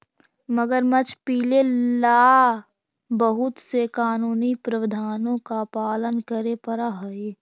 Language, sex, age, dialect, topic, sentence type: Magahi, female, 25-30, Central/Standard, agriculture, statement